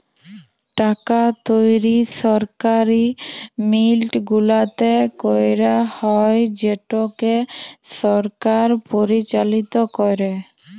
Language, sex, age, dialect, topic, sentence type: Bengali, female, 18-24, Jharkhandi, banking, statement